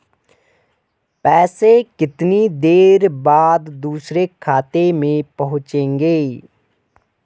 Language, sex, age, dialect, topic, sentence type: Hindi, male, 18-24, Garhwali, banking, question